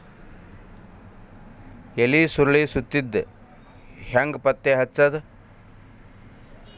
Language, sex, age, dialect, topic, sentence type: Kannada, male, 41-45, Dharwad Kannada, agriculture, question